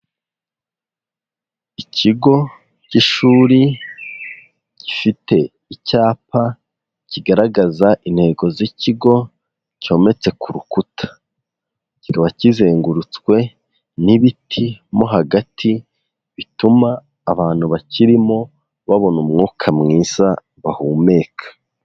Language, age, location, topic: Kinyarwanda, 18-24, Huye, education